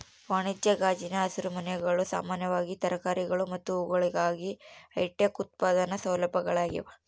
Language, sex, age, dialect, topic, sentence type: Kannada, female, 18-24, Central, agriculture, statement